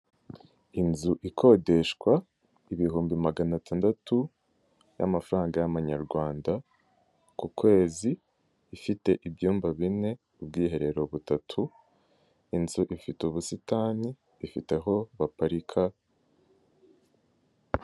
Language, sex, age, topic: Kinyarwanda, male, 18-24, finance